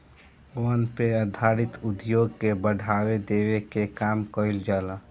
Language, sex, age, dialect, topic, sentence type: Bhojpuri, male, <18, Northern, agriculture, statement